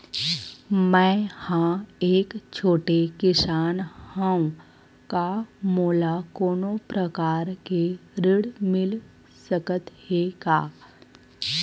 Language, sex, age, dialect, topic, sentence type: Chhattisgarhi, female, 25-30, Western/Budati/Khatahi, banking, question